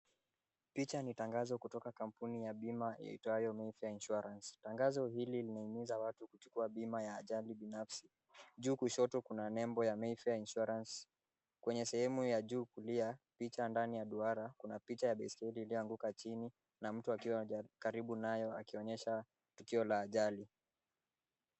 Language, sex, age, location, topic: Swahili, male, 18-24, Mombasa, finance